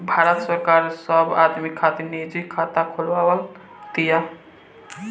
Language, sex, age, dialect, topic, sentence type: Bhojpuri, male, <18, Southern / Standard, banking, statement